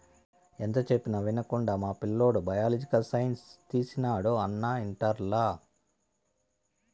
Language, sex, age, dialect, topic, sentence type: Telugu, male, 41-45, Southern, agriculture, statement